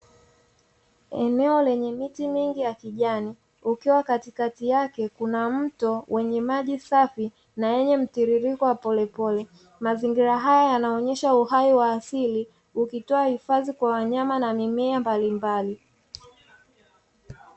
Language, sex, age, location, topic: Swahili, female, 25-35, Dar es Salaam, agriculture